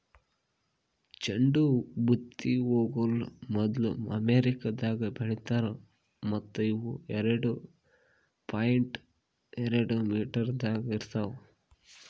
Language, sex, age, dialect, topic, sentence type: Kannada, male, 41-45, Northeastern, agriculture, statement